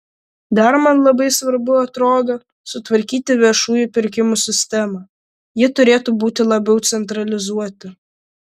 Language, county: Lithuanian, Vilnius